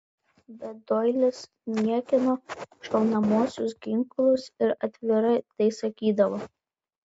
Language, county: Lithuanian, Vilnius